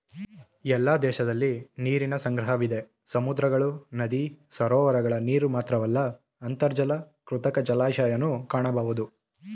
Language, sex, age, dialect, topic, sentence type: Kannada, male, 18-24, Mysore Kannada, agriculture, statement